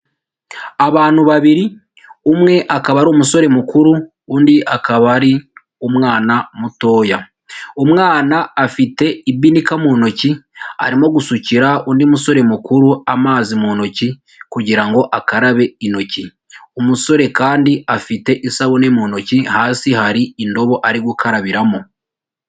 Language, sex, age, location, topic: Kinyarwanda, female, 18-24, Huye, health